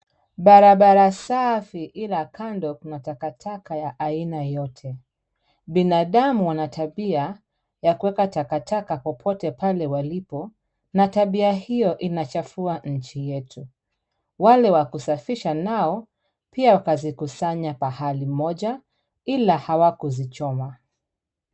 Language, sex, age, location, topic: Swahili, female, 36-49, Kisumu, government